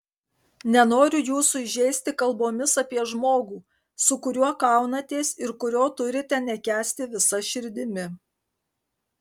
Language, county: Lithuanian, Kaunas